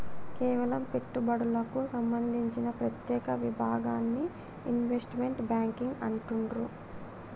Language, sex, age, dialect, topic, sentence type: Telugu, female, 60-100, Telangana, banking, statement